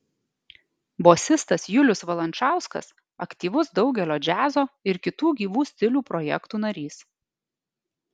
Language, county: Lithuanian, Alytus